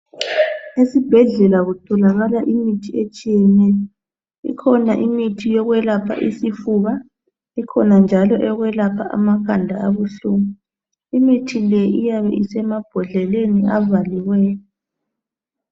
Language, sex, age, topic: North Ndebele, male, 36-49, health